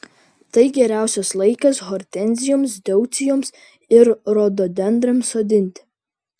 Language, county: Lithuanian, Vilnius